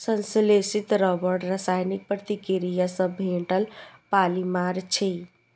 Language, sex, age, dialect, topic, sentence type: Maithili, female, 18-24, Eastern / Thethi, agriculture, statement